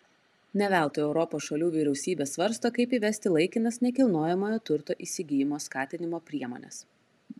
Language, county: Lithuanian, Klaipėda